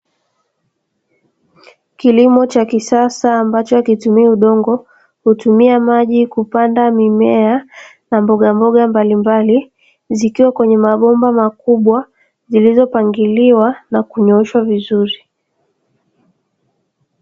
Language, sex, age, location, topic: Swahili, female, 18-24, Dar es Salaam, agriculture